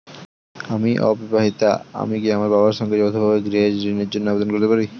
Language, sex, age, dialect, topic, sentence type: Bengali, male, 18-24, Standard Colloquial, banking, question